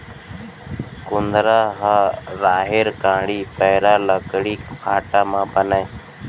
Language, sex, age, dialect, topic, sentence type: Chhattisgarhi, male, 31-35, Central, agriculture, statement